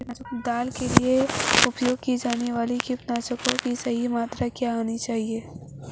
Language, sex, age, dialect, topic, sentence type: Hindi, female, 18-24, Marwari Dhudhari, agriculture, question